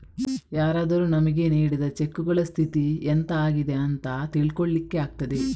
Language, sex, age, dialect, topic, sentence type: Kannada, female, 25-30, Coastal/Dakshin, banking, statement